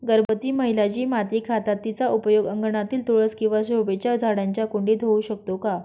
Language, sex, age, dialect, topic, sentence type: Marathi, male, 18-24, Northern Konkan, agriculture, question